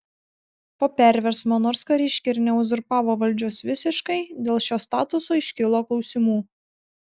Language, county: Lithuanian, Šiauliai